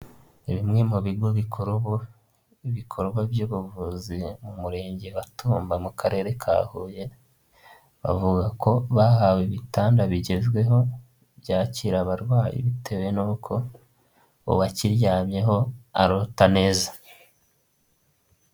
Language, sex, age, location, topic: Kinyarwanda, male, 18-24, Huye, health